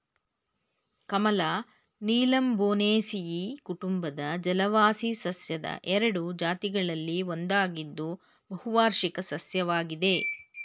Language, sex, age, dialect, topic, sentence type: Kannada, female, 51-55, Mysore Kannada, agriculture, statement